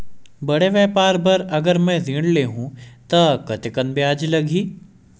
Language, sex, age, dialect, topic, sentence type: Chhattisgarhi, male, 18-24, Western/Budati/Khatahi, banking, question